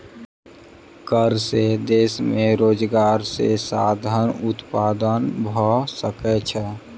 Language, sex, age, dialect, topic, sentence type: Maithili, male, 18-24, Southern/Standard, banking, statement